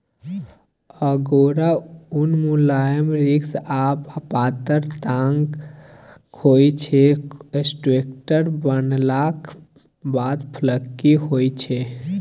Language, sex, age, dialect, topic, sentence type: Maithili, male, 18-24, Bajjika, agriculture, statement